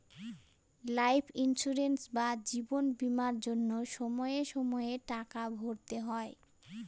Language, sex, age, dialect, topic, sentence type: Bengali, female, 31-35, Northern/Varendri, banking, statement